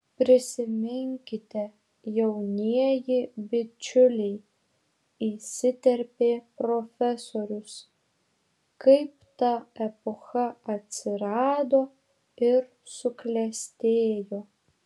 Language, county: Lithuanian, Šiauliai